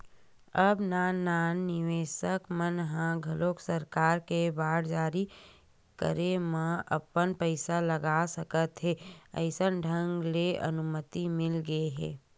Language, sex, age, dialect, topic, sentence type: Chhattisgarhi, female, 31-35, Western/Budati/Khatahi, banking, statement